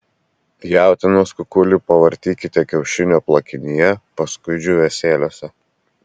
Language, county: Lithuanian, Vilnius